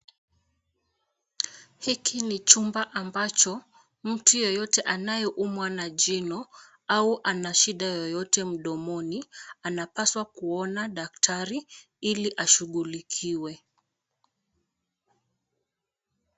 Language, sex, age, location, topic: Swahili, female, 25-35, Wajir, health